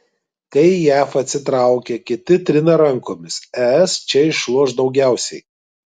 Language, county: Lithuanian, Klaipėda